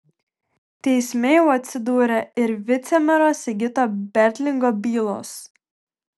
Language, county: Lithuanian, Kaunas